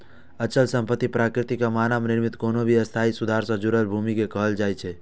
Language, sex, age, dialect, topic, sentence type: Maithili, male, 18-24, Eastern / Thethi, banking, statement